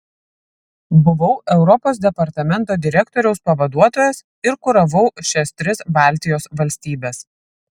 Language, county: Lithuanian, Vilnius